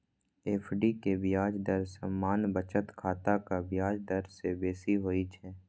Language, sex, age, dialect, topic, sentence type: Maithili, male, 25-30, Eastern / Thethi, banking, statement